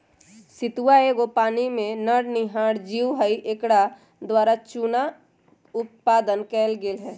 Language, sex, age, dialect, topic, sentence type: Magahi, male, 31-35, Western, agriculture, statement